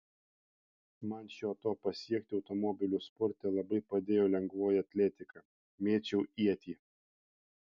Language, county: Lithuanian, Panevėžys